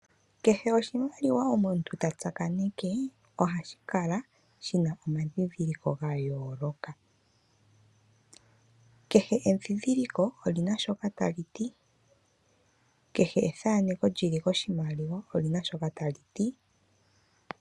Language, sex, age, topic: Oshiwambo, female, 25-35, finance